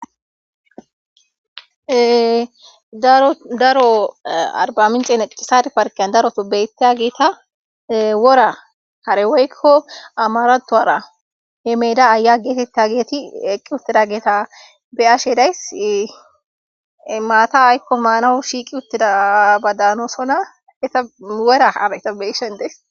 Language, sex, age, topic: Gamo, male, 18-24, agriculture